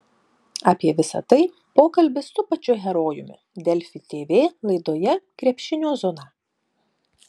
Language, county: Lithuanian, Panevėžys